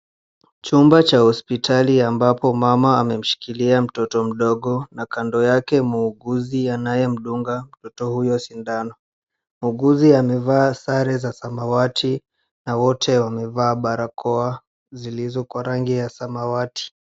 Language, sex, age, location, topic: Swahili, male, 18-24, Mombasa, health